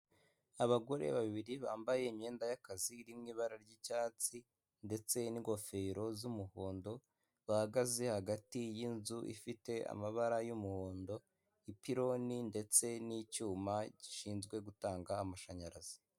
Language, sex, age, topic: Kinyarwanda, male, 18-24, government